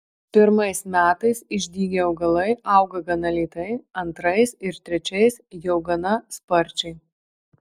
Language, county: Lithuanian, Marijampolė